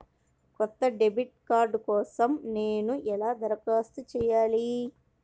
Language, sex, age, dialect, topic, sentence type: Telugu, male, 25-30, Central/Coastal, banking, statement